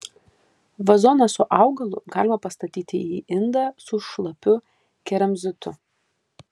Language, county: Lithuanian, Kaunas